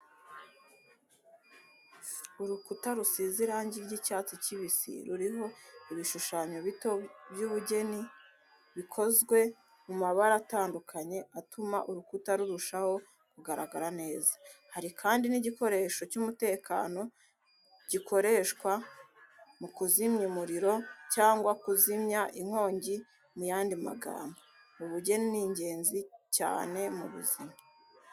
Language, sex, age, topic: Kinyarwanda, female, 36-49, education